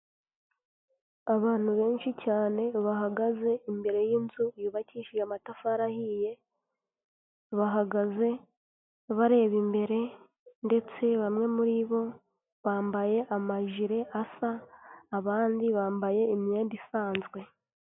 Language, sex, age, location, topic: Kinyarwanda, female, 18-24, Huye, health